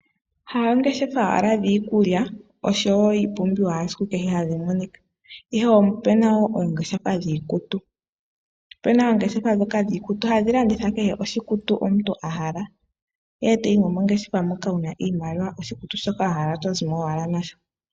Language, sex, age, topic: Oshiwambo, female, 18-24, finance